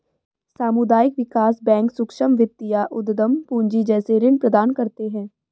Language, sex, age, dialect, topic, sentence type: Hindi, female, 18-24, Hindustani Malvi Khadi Boli, banking, statement